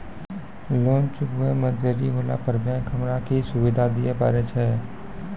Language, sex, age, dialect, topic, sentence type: Maithili, male, 18-24, Angika, banking, question